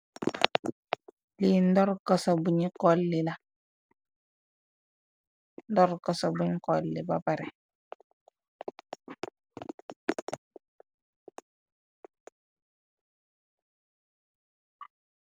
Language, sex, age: Wolof, female, 18-24